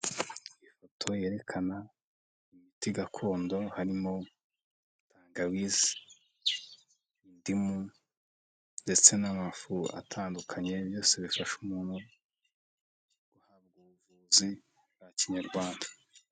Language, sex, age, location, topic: Kinyarwanda, male, 25-35, Nyagatare, health